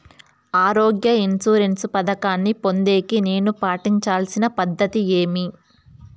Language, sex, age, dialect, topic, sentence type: Telugu, female, 18-24, Southern, banking, question